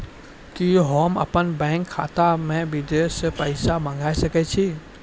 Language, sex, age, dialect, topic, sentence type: Maithili, male, 41-45, Angika, banking, question